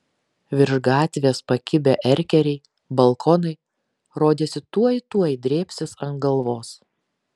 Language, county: Lithuanian, Kaunas